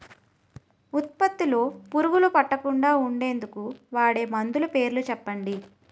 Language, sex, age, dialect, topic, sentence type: Telugu, female, 31-35, Utterandhra, agriculture, question